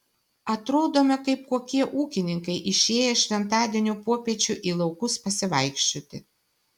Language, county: Lithuanian, Šiauliai